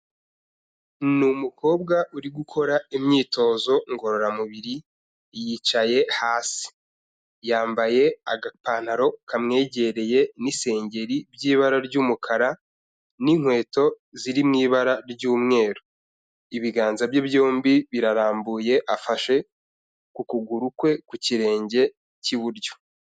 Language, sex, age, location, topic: Kinyarwanda, male, 25-35, Kigali, health